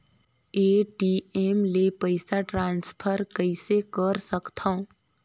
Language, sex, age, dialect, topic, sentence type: Chhattisgarhi, female, 31-35, Northern/Bhandar, banking, question